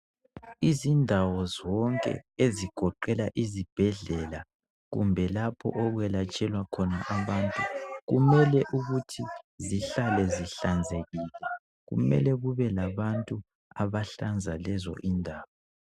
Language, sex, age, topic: North Ndebele, male, 18-24, health